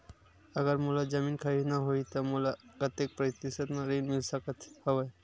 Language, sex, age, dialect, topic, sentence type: Chhattisgarhi, male, 25-30, Western/Budati/Khatahi, banking, question